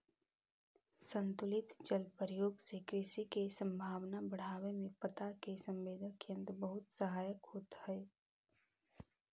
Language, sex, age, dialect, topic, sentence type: Magahi, female, 18-24, Central/Standard, agriculture, statement